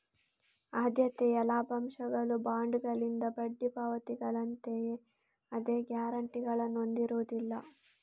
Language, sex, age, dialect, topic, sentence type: Kannada, female, 36-40, Coastal/Dakshin, banking, statement